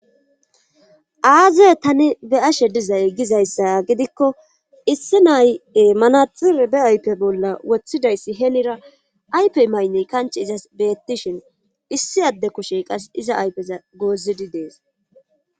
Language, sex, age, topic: Gamo, female, 18-24, government